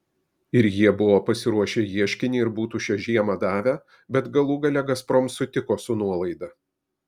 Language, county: Lithuanian, Kaunas